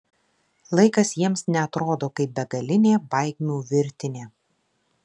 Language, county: Lithuanian, Marijampolė